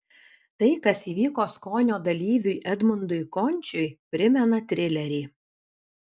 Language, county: Lithuanian, Alytus